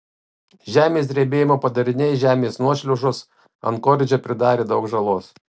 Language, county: Lithuanian, Kaunas